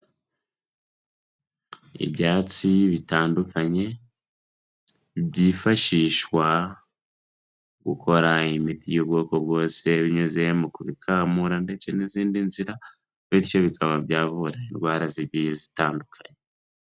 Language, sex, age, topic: Kinyarwanda, male, 18-24, health